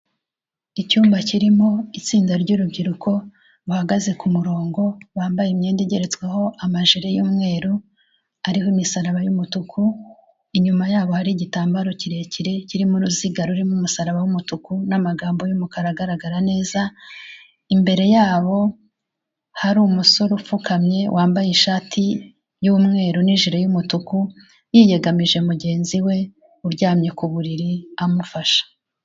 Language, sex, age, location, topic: Kinyarwanda, female, 36-49, Kigali, health